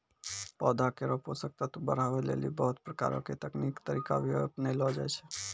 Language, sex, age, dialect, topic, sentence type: Maithili, male, 18-24, Angika, agriculture, statement